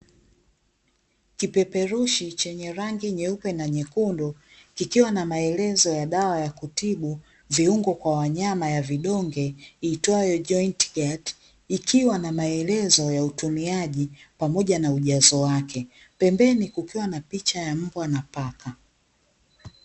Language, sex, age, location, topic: Swahili, female, 25-35, Dar es Salaam, agriculture